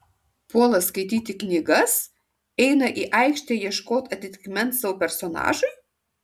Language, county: Lithuanian, Kaunas